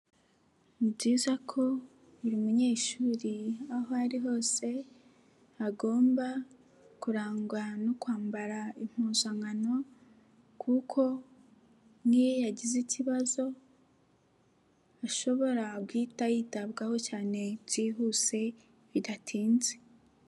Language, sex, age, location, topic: Kinyarwanda, female, 18-24, Nyagatare, education